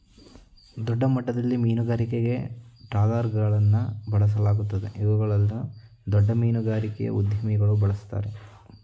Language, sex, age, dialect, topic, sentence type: Kannada, male, 18-24, Mysore Kannada, agriculture, statement